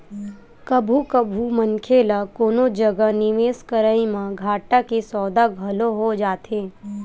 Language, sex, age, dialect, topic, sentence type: Chhattisgarhi, female, 18-24, Western/Budati/Khatahi, banking, statement